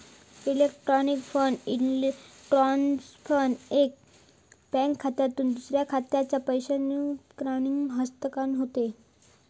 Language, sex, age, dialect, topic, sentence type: Marathi, female, 18-24, Southern Konkan, banking, statement